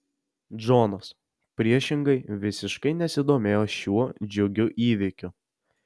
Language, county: Lithuanian, Alytus